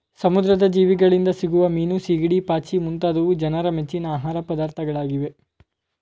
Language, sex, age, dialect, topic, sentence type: Kannada, male, 18-24, Mysore Kannada, agriculture, statement